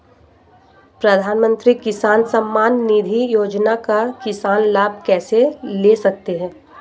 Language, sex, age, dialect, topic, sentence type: Hindi, female, 25-30, Marwari Dhudhari, agriculture, question